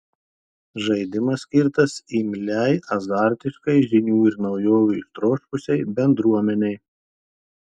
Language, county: Lithuanian, Telšiai